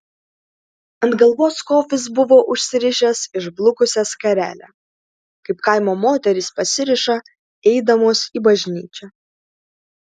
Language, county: Lithuanian, Klaipėda